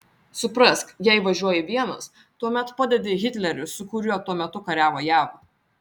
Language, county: Lithuanian, Vilnius